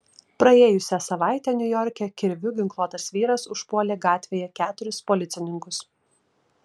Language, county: Lithuanian, Kaunas